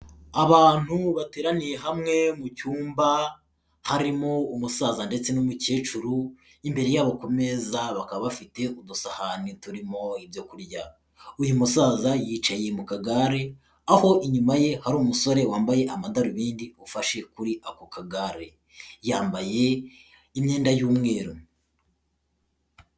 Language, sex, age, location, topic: Kinyarwanda, male, 18-24, Kigali, health